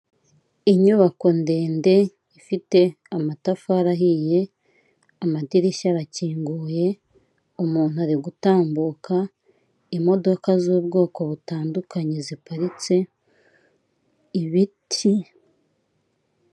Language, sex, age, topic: Kinyarwanda, female, 25-35, government